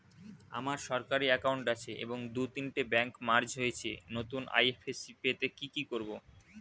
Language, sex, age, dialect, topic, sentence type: Bengali, male, 18-24, Standard Colloquial, banking, question